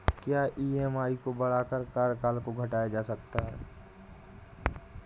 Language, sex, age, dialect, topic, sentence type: Hindi, male, 18-24, Awadhi Bundeli, banking, question